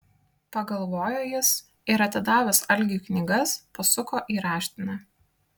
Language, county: Lithuanian, Kaunas